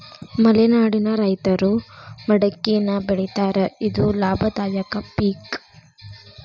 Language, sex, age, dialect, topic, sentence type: Kannada, female, 25-30, Dharwad Kannada, agriculture, statement